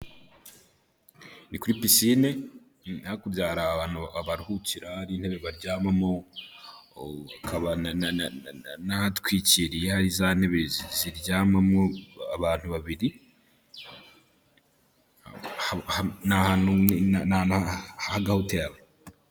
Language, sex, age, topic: Kinyarwanda, male, 18-24, finance